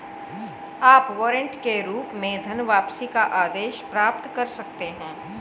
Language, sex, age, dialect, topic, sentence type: Hindi, female, 41-45, Hindustani Malvi Khadi Boli, banking, statement